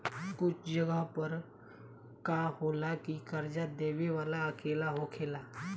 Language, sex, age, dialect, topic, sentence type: Bhojpuri, female, 18-24, Southern / Standard, banking, statement